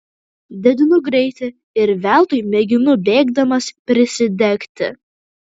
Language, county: Lithuanian, Kaunas